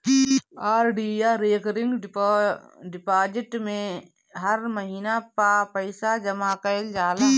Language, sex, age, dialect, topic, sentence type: Bhojpuri, female, 25-30, Northern, banking, statement